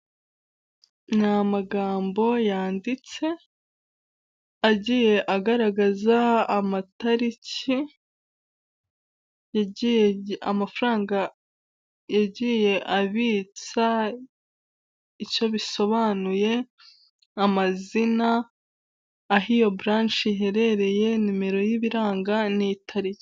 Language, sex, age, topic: Kinyarwanda, female, 18-24, finance